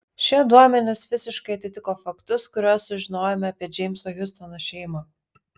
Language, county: Lithuanian, Vilnius